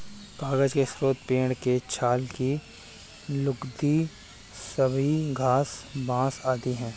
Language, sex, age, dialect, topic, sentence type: Hindi, male, 25-30, Kanauji Braj Bhasha, agriculture, statement